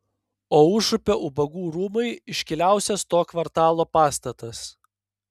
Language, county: Lithuanian, Panevėžys